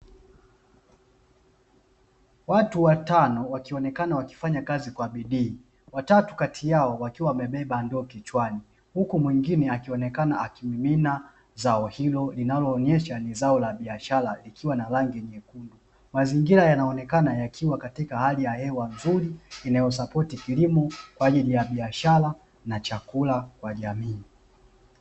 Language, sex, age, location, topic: Swahili, male, 25-35, Dar es Salaam, agriculture